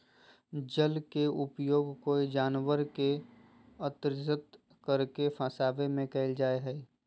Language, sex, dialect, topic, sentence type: Magahi, male, Southern, agriculture, statement